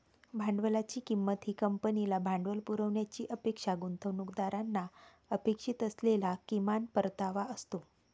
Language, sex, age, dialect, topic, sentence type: Marathi, female, 36-40, Varhadi, banking, statement